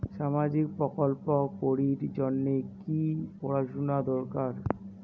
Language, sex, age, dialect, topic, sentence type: Bengali, male, 18-24, Rajbangshi, banking, question